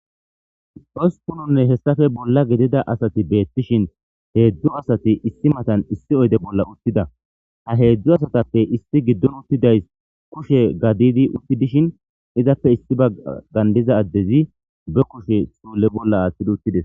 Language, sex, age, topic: Gamo, male, 25-35, government